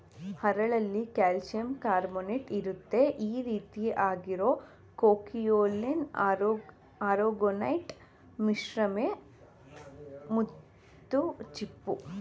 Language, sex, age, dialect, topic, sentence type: Kannada, female, 18-24, Mysore Kannada, agriculture, statement